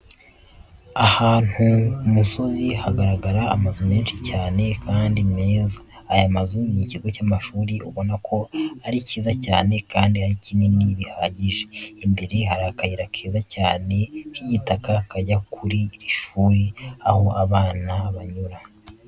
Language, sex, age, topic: Kinyarwanda, female, 25-35, education